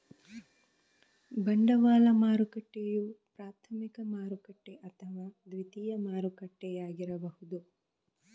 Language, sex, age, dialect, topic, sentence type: Kannada, female, 25-30, Coastal/Dakshin, banking, statement